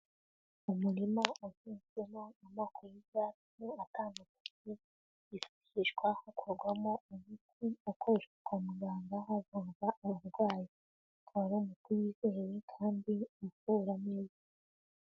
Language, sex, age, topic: Kinyarwanda, female, 18-24, agriculture